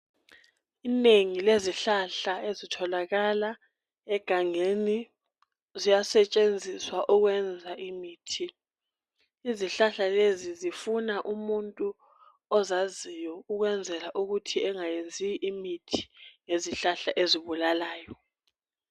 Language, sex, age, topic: North Ndebele, female, 18-24, health